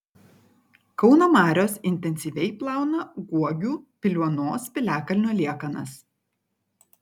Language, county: Lithuanian, Kaunas